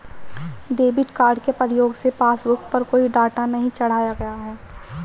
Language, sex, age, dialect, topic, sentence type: Hindi, male, 25-30, Marwari Dhudhari, banking, statement